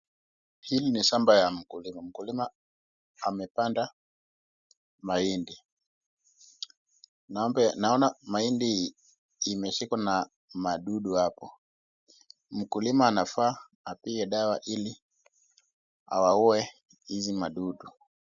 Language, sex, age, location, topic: Swahili, male, 18-24, Wajir, health